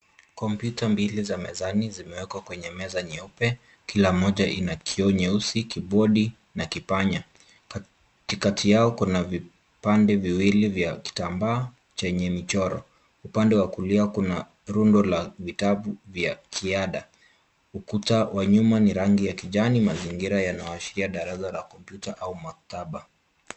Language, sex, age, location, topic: Swahili, male, 25-35, Kisumu, education